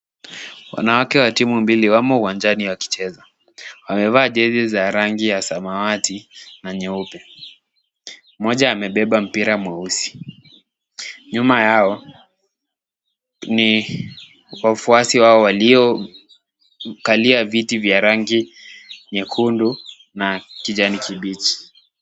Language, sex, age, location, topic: Swahili, male, 18-24, Kisumu, government